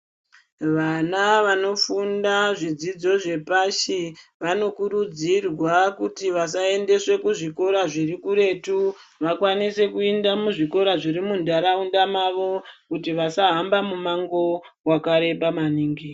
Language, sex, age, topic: Ndau, female, 25-35, education